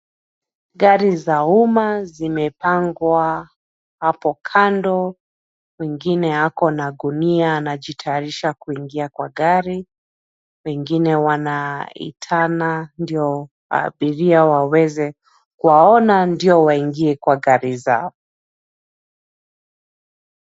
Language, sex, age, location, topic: Swahili, female, 36-49, Nairobi, government